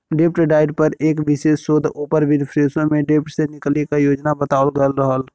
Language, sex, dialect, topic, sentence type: Bhojpuri, male, Western, banking, statement